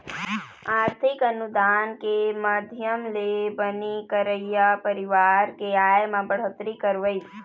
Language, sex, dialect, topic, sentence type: Chhattisgarhi, female, Eastern, agriculture, statement